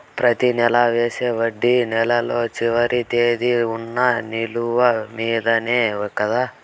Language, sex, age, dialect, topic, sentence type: Telugu, male, 18-24, Southern, banking, question